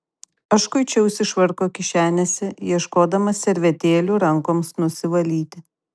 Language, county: Lithuanian, Kaunas